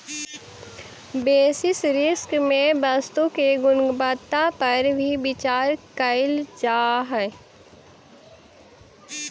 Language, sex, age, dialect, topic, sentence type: Magahi, female, 18-24, Central/Standard, agriculture, statement